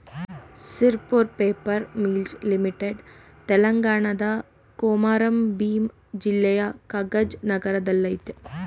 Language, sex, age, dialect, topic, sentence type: Kannada, female, 18-24, Mysore Kannada, agriculture, statement